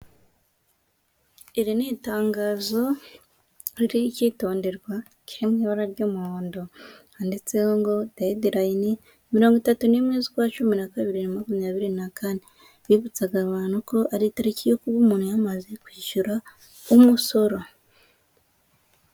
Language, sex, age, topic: Kinyarwanda, female, 18-24, government